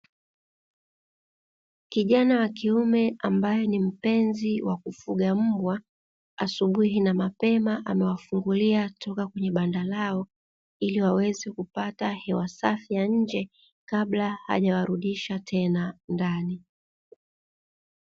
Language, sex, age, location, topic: Swahili, female, 36-49, Dar es Salaam, agriculture